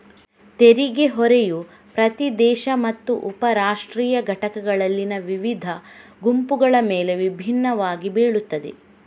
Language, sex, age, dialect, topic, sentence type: Kannada, female, 18-24, Coastal/Dakshin, banking, statement